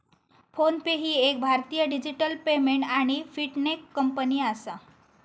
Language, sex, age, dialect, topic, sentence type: Marathi, female, 18-24, Southern Konkan, banking, statement